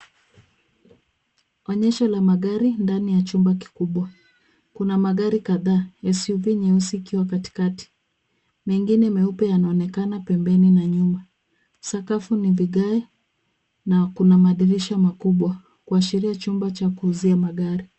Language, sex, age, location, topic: Swahili, female, 25-35, Nairobi, finance